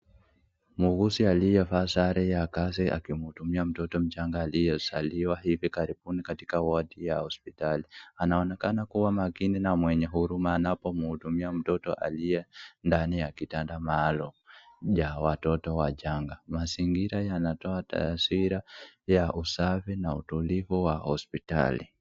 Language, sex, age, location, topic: Swahili, male, 25-35, Nakuru, health